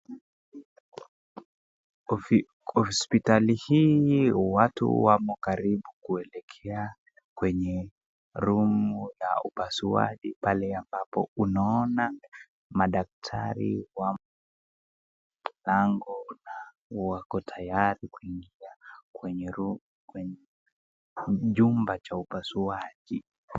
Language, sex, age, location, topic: Swahili, female, 36-49, Nakuru, health